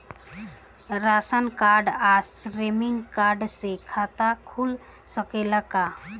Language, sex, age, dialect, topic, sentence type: Bhojpuri, female, <18, Southern / Standard, banking, question